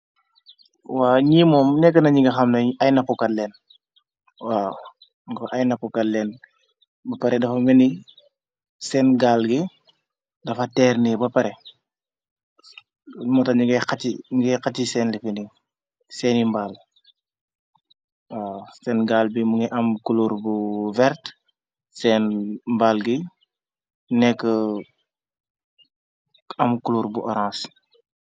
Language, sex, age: Wolof, male, 25-35